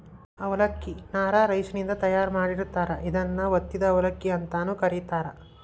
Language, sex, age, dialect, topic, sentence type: Kannada, male, 31-35, Dharwad Kannada, agriculture, statement